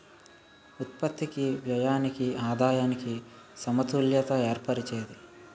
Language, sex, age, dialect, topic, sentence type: Telugu, male, 18-24, Utterandhra, banking, statement